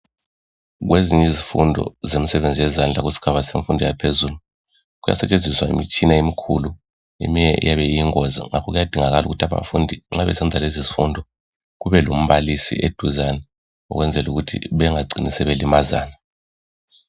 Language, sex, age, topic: North Ndebele, male, 36-49, education